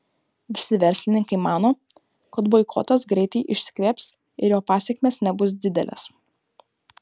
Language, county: Lithuanian, Kaunas